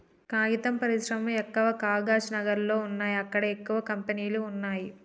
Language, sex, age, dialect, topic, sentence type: Telugu, female, 36-40, Telangana, agriculture, statement